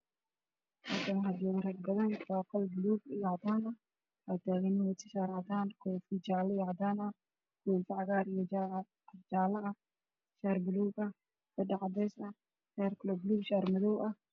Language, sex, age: Somali, female, 25-35